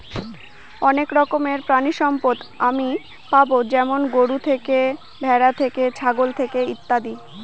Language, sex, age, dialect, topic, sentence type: Bengali, female, 60-100, Northern/Varendri, agriculture, statement